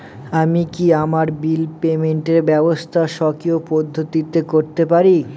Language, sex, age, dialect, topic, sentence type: Bengali, male, 18-24, Northern/Varendri, banking, question